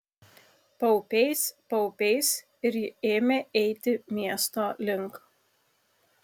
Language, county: Lithuanian, Kaunas